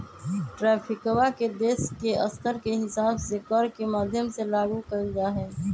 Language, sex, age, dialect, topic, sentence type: Magahi, female, 25-30, Western, banking, statement